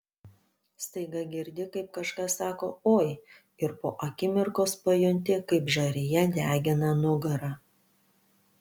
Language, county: Lithuanian, Panevėžys